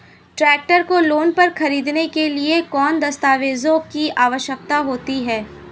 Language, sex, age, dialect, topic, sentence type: Hindi, female, 18-24, Marwari Dhudhari, banking, question